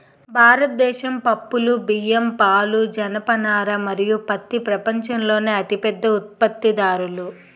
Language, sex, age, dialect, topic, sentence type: Telugu, female, 56-60, Utterandhra, agriculture, statement